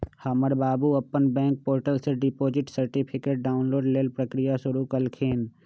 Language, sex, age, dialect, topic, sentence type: Magahi, male, 46-50, Western, banking, statement